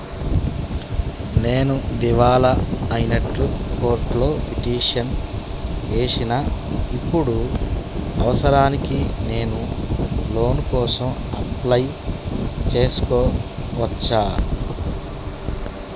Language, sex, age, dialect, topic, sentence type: Telugu, male, 31-35, Telangana, banking, question